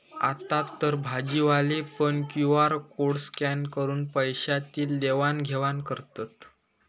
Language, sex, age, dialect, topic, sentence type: Marathi, male, 18-24, Southern Konkan, banking, statement